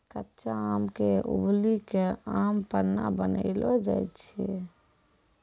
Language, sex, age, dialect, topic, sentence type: Maithili, female, 18-24, Angika, agriculture, statement